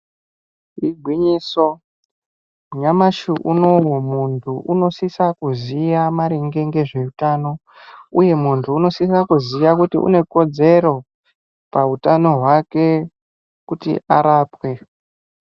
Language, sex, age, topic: Ndau, male, 18-24, health